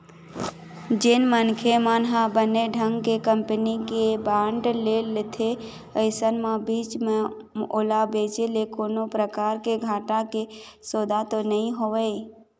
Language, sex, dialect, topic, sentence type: Chhattisgarhi, female, Eastern, banking, statement